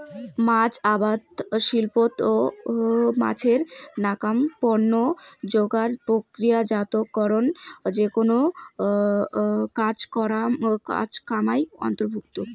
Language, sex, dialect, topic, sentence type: Bengali, female, Rajbangshi, agriculture, statement